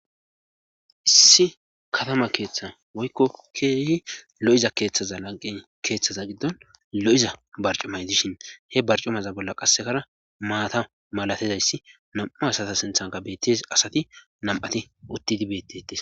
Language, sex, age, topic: Gamo, male, 18-24, government